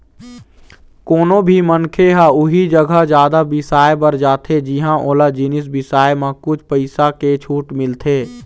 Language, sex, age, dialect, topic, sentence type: Chhattisgarhi, male, 18-24, Eastern, banking, statement